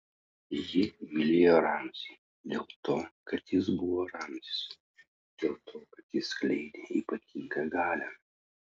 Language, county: Lithuanian, Utena